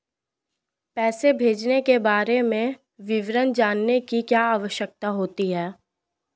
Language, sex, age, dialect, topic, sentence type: Hindi, female, 18-24, Marwari Dhudhari, banking, question